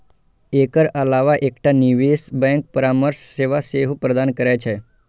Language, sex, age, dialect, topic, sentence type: Maithili, male, 51-55, Eastern / Thethi, banking, statement